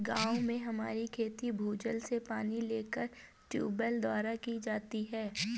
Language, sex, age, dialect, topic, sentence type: Hindi, female, 25-30, Awadhi Bundeli, agriculture, statement